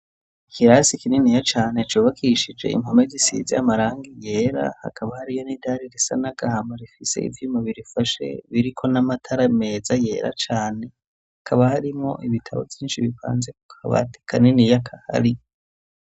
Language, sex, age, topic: Rundi, male, 25-35, education